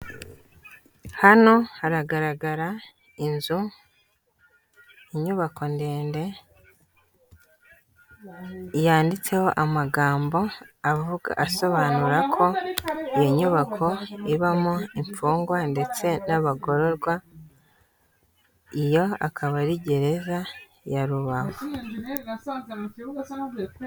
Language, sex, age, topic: Kinyarwanda, female, 18-24, government